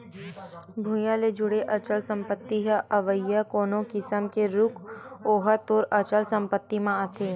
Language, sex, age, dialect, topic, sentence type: Chhattisgarhi, female, 18-24, Western/Budati/Khatahi, banking, statement